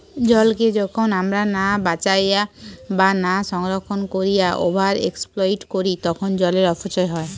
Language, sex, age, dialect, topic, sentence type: Bengali, female, 18-24, Western, agriculture, statement